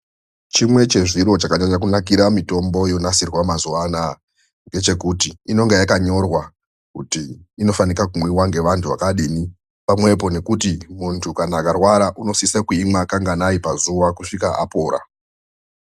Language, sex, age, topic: Ndau, male, 36-49, health